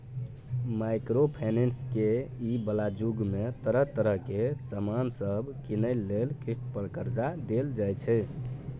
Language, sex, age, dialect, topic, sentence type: Maithili, male, 18-24, Bajjika, banking, statement